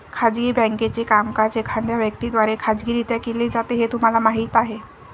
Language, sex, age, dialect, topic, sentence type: Marathi, female, 25-30, Varhadi, banking, statement